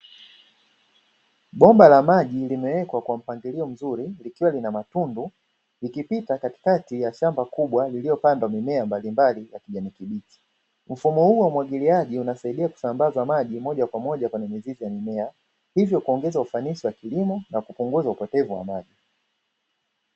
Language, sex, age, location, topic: Swahili, male, 25-35, Dar es Salaam, agriculture